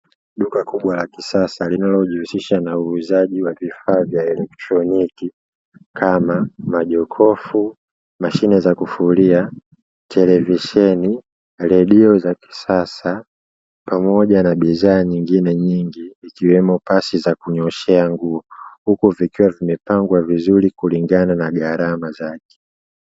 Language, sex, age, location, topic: Swahili, male, 25-35, Dar es Salaam, finance